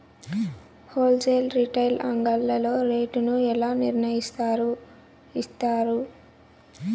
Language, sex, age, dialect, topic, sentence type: Telugu, female, 25-30, Southern, agriculture, question